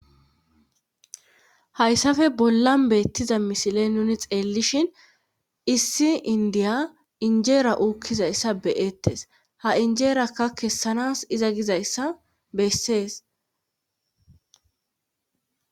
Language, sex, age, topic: Gamo, female, 25-35, government